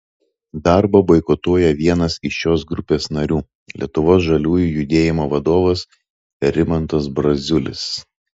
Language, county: Lithuanian, Telšiai